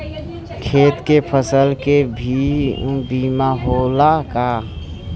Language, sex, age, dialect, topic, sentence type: Bhojpuri, female, 18-24, Western, banking, question